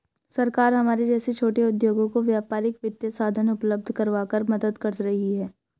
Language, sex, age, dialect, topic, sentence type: Hindi, female, 18-24, Marwari Dhudhari, banking, statement